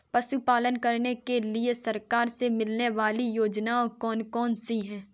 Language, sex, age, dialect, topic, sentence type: Hindi, female, 18-24, Kanauji Braj Bhasha, agriculture, question